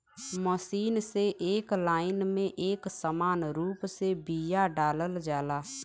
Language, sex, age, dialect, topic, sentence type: Bhojpuri, female, <18, Western, agriculture, statement